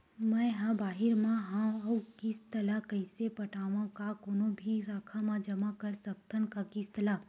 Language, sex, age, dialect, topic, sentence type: Chhattisgarhi, female, 18-24, Western/Budati/Khatahi, banking, question